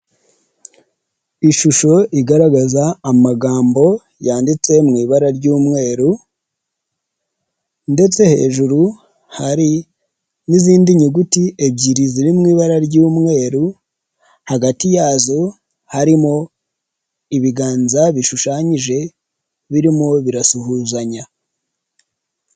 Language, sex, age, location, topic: Kinyarwanda, male, 25-35, Huye, health